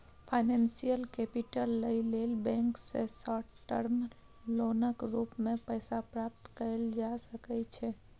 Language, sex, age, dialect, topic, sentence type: Maithili, female, 25-30, Bajjika, banking, statement